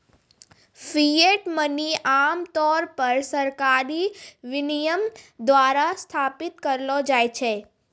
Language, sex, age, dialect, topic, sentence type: Maithili, female, 36-40, Angika, banking, statement